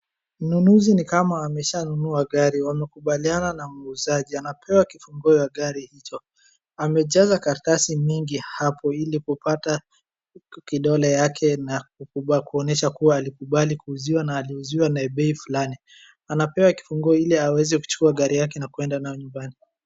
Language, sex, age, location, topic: Swahili, male, 18-24, Wajir, finance